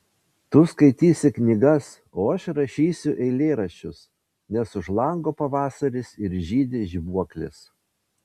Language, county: Lithuanian, Vilnius